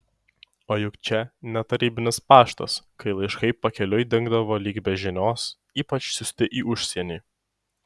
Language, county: Lithuanian, Šiauliai